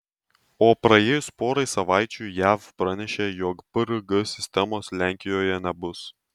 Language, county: Lithuanian, Tauragė